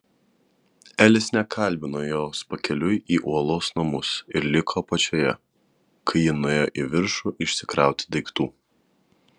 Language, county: Lithuanian, Kaunas